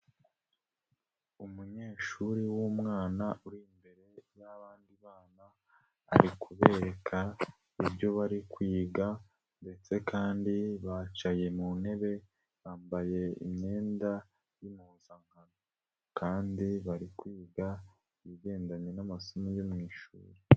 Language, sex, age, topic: Kinyarwanda, female, 36-49, education